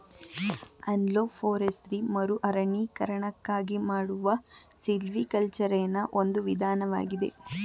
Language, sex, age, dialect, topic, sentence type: Kannada, female, 18-24, Mysore Kannada, agriculture, statement